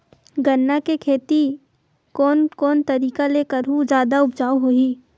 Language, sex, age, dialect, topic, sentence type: Chhattisgarhi, female, 25-30, Western/Budati/Khatahi, agriculture, question